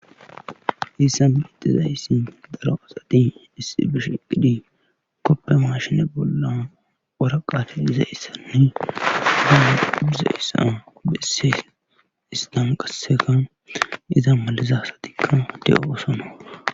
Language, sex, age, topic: Gamo, male, 25-35, government